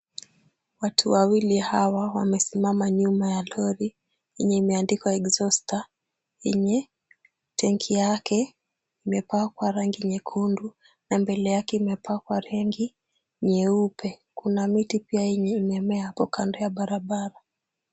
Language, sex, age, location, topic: Swahili, female, 18-24, Kisumu, health